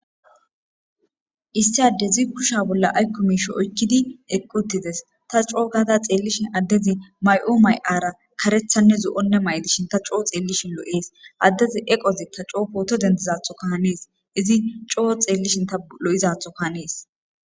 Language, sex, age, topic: Gamo, female, 25-35, government